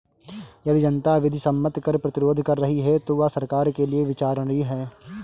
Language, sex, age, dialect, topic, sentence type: Hindi, male, 18-24, Awadhi Bundeli, banking, statement